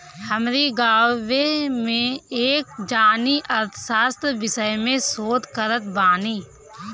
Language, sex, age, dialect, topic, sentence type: Bhojpuri, female, 31-35, Northern, banking, statement